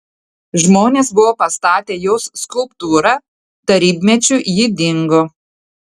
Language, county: Lithuanian, Telšiai